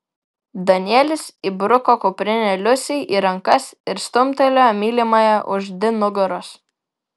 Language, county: Lithuanian, Vilnius